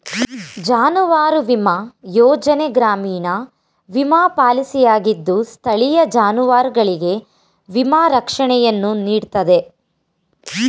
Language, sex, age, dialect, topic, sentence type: Kannada, female, 18-24, Mysore Kannada, agriculture, statement